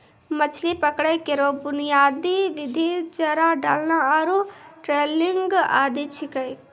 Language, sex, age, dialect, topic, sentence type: Maithili, male, 18-24, Angika, agriculture, statement